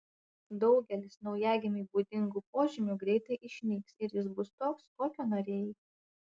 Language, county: Lithuanian, Panevėžys